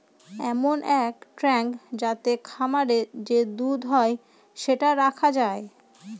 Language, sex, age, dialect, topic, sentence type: Bengali, female, 25-30, Northern/Varendri, agriculture, statement